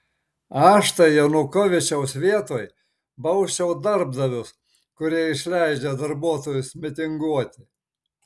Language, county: Lithuanian, Marijampolė